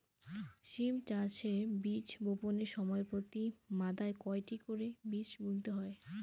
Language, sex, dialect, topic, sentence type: Bengali, female, Rajbangshi, agriculture, question